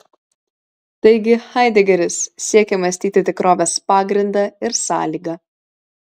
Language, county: Lithuanian, Vilnius